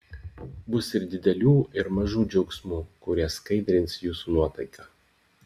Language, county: Lithuanian, Vilnius